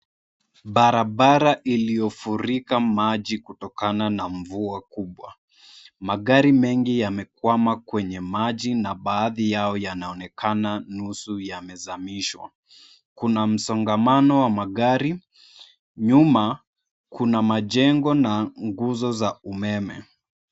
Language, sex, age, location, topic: Swahili, male, 25-35, Mombasa, health